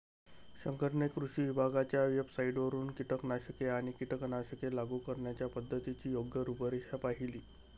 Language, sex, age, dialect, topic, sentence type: Marathi, male, 31-35, Varhadi, agriculture, statement